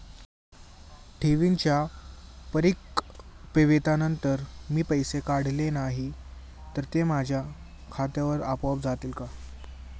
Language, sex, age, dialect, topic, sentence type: Marathi, male, 18-24, Standard Marathi, banking, question